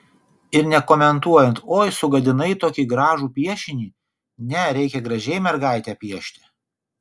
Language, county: Lithuanian, Kaunas